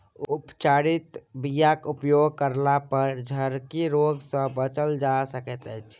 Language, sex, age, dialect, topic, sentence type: Maithili, male, 60-100, Southern/Standard, agriculture, statement